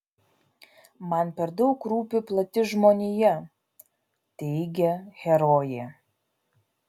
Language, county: Lithuanian, Vilnius